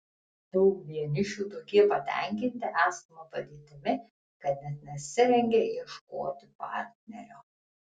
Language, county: Lithuanian, Tauragė